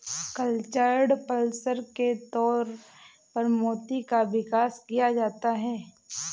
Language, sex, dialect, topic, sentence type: Hindi, female, Kanauji Braj Bhasha, agriculture, statement